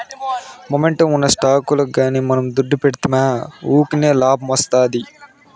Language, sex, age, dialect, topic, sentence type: Telugu, male, 18-24, Southern, banking, statement